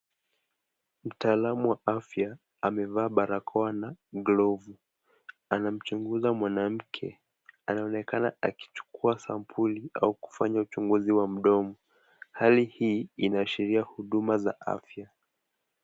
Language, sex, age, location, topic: Swahili, male, 18-24, Nakuru, health